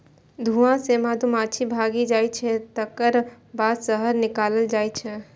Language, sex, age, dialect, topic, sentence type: Maithili, female, 18-24, Eastern / Thethi, agriculture, statement